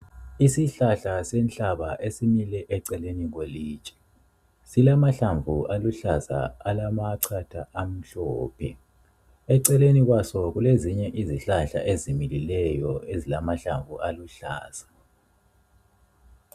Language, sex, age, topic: North Ndebele, male, 25-35, health